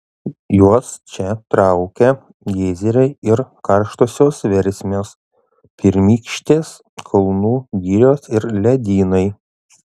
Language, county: Lithuanian, Šiauliai